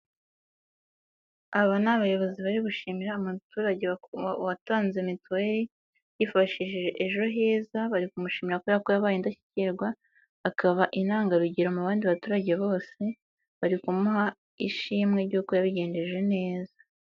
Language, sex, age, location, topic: Kinyarwanda, female, 25-35, Nyagatare, government